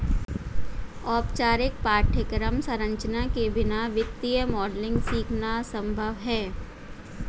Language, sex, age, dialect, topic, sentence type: Hindi, female, 41-45, Hindustani Malvi Khadi Boli, banking, statement